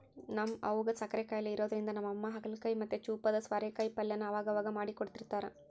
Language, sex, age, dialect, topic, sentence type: Kannada, female, 41-45, Central, agriculture, statement